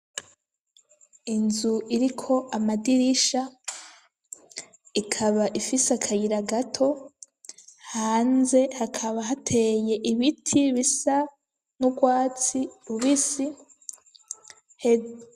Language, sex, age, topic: Rundi, female, 25-35, education